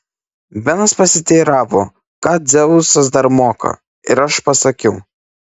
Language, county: Lithuanian, Klaipėda